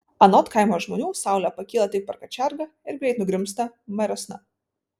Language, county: Lithuanian, Vilnius